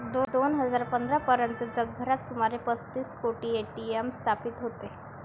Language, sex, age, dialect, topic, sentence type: Marathi, female, 18-24, Varhadi, banking, statement